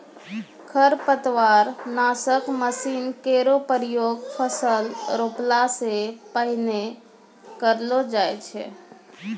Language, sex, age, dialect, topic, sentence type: Maithili, female, 25-30, Angika, agriculture, statement